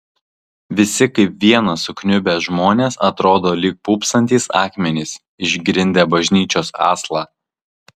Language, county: Lithuanian, Kaunas